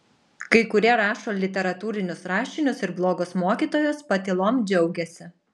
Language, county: Lithuanian, Alytus